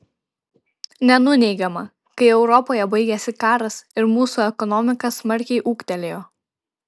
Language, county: Lithuanian, Vilnius